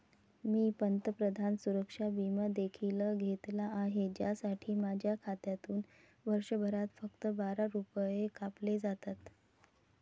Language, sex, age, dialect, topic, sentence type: Marathi, female, 36-40, Varhadi, banking, statement